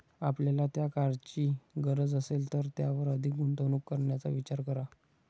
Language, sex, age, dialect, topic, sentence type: Marathi, male, 25-30, Standard Marathi, banking, statement